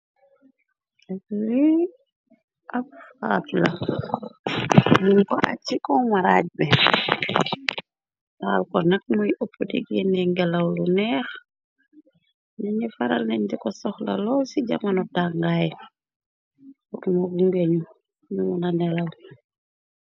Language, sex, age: Wolof, female, 18-24